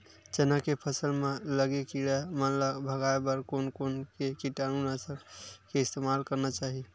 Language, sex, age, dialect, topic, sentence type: Chhattisgarhi, male, 25-30, Western/Budati/Khatahi, agriculture, question